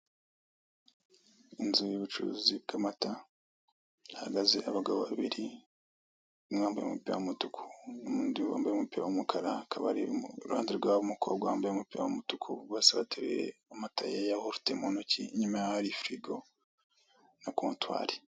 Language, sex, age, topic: Kinyarwanda, male, 25-35, finance